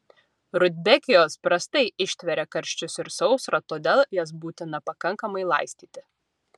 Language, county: Lithuanian, Utena